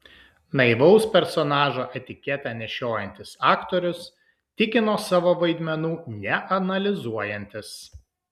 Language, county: Lithuanian, Kaunas